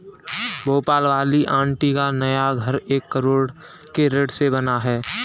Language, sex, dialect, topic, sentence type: Hindi, male, Kanauji Braj Bhasha, banking, statement